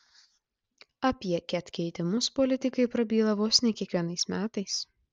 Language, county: Lithuanian, Klaipėda